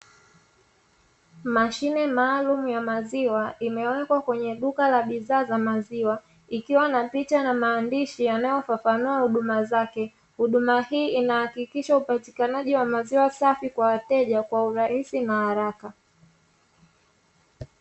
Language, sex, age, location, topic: Swahili, female, 25-35, Dar es Salaam, finance